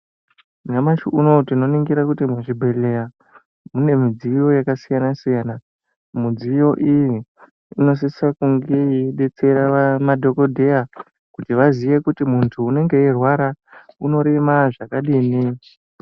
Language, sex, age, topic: Ndau, male, 18-24, health